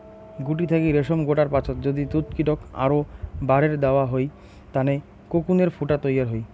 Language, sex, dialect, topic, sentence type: Bengali, male, Rajbangshi, agriculture, statement